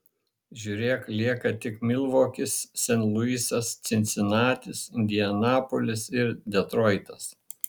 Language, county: Lithuanian, Šiauliai